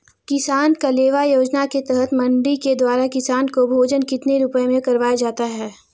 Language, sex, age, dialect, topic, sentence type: Hindi, female, 18-24, Marwari Dhudhari, agriculture, question